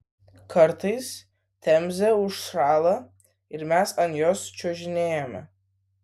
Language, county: Lithuanian, Vilnius